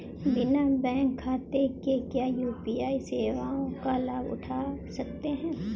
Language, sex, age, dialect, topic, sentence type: Hindi, female, 36-40, Kanauji Braj Bhasha, banking, question